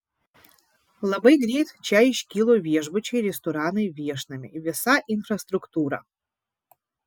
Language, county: Lithuanian, Vilnius